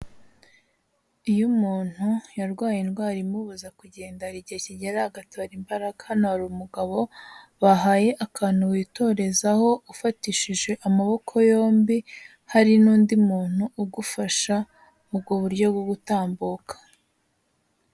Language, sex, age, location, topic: Kinyarwanda, female, 18-24, Kigali, health